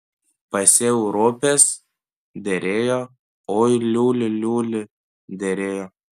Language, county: Lithuanian, Panevėžys